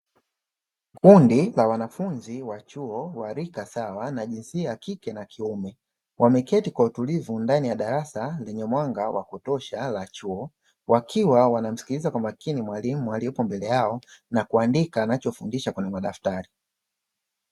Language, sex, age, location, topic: Swahili, male, 25-35, Dar es Salaam, education